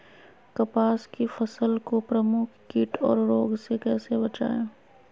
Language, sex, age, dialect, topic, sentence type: Magahi, female, 25-30, Western, agriculture, question